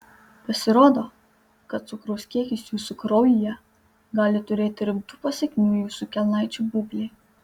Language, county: Lithuanian, Panevėžys